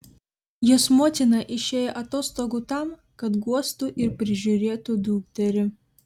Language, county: Lithuanian, Vilnius